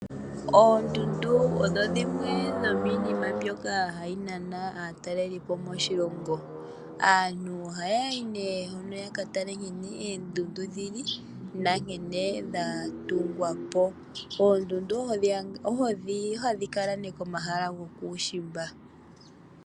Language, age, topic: Oshiwambo, 25-35, agriculture